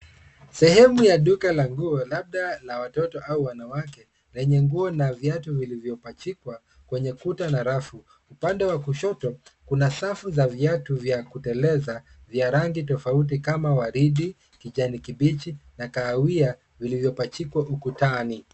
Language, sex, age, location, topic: Swahili, male, 25-35, Nairobi, finance